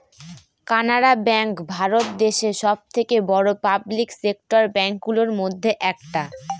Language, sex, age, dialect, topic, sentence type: Bengali, female, <18, Northern/Varendri, banking, statement